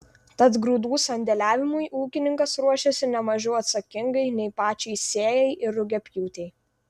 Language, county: Lithuanian, Vilnius